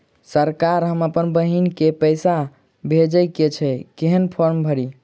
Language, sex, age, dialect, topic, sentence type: Maithili, male, 46-50, Southern/Standard, banking, question